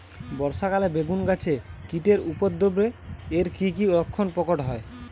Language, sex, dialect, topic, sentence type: Bengali, male, Jharkhandi, agriculture, question